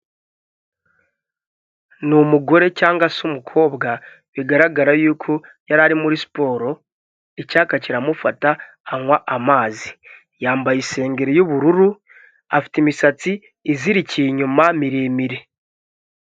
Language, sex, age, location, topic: Kinyarwanda, male, 25-35, Kigali, health